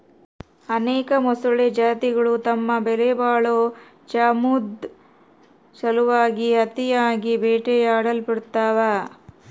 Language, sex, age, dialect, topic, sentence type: Kannada, female, 36-40, Central, agriculture, statement